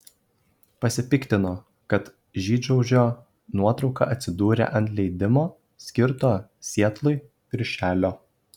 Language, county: Lithuanian, Kaunas